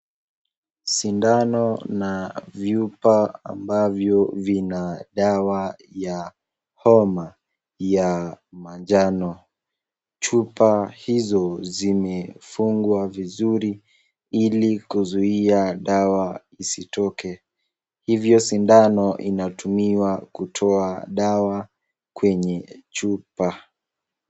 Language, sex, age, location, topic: Swahili, male, 18-24, Nakuru, health